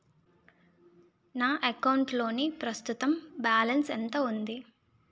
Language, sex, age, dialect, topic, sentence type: Telugu, female, 25-30, Utterandhra, banking, question